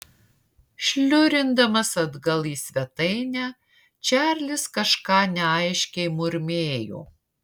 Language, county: Lithuanian, Marijampolė